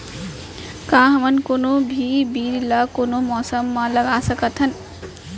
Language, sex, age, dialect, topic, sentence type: Chhattisgarhi, female, 18-24, Central, agriculture, question